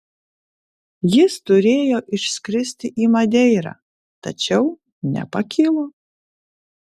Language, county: Lithuanian, Kaunas